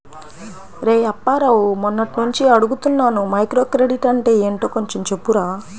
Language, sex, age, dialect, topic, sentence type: Telugu, female, 25-30, Central/Coastal, banking, statement